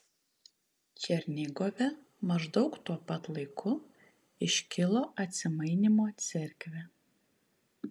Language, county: Lithuanian, Kaunas